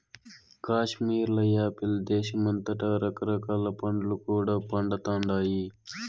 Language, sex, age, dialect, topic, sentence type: Telugu, male, 18-24, Southern, agriculture, statement